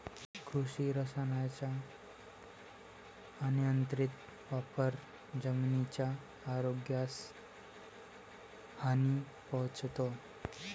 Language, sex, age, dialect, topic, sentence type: Marathi, male, 18-24, Varhadi, agriculture, statement